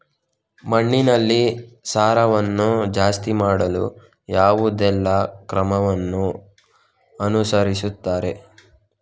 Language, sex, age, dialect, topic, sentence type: Kannada, male, 18-24, Coastal/Dakshin, agriculture, question